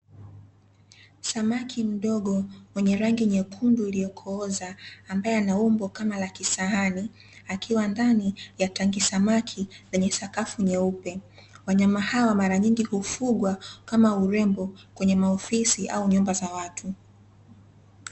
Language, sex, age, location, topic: Swahili, female, 18-24, Dar es Salaam, agriculture